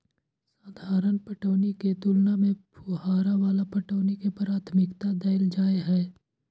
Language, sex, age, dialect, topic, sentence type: Maithili, male, 18-24, Bajjika, agriculture, statement